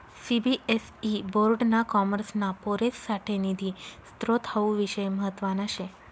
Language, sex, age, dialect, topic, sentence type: Marathi, female, 25-30, Northern Konkan, banking, statement